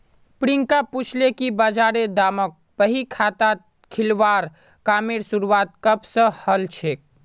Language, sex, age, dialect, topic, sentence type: Magahi, male, 41-45, Northeastern/Surjapuri, banking, statement